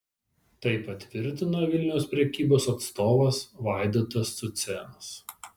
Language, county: Lithuanian, Vilnius